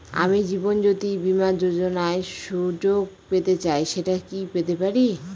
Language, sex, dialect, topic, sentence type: Bengali, female, Northern/Varendri, banking, question